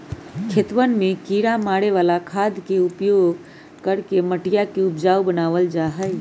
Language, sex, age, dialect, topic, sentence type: Magahi, female, 31-35, Western, agriculture, statement